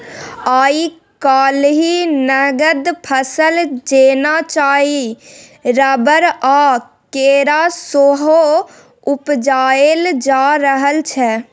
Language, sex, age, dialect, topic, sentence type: Maithili, female, 25-30, Bajjika, agriculture, statement